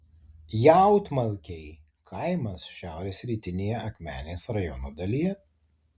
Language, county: Lithuanian, Tauragė